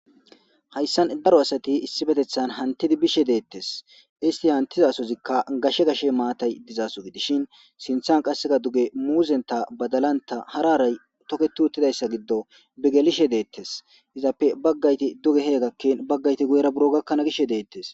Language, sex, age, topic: Gamo, male, 25-35, government